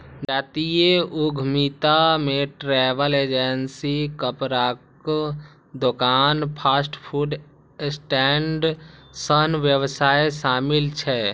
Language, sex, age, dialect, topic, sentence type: Maithili, male, 51-55, Eastern / Thethi, banking, statement